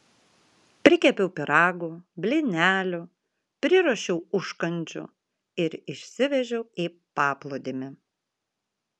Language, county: Lithuanian, Vilnius